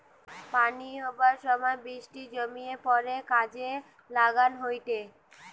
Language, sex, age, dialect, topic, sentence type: Bengali, female, 18-24, Western, agriculture, statement